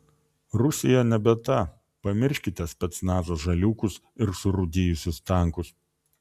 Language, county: Lithuanian, Vilnius